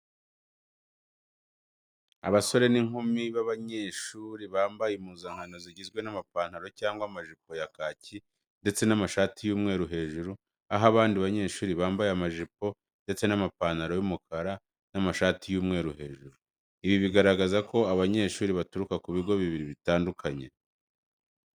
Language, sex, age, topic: Kinyarwanda, male, 25-35, education